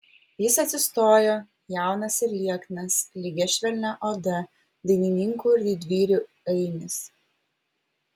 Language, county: Lithuanian, Vilnius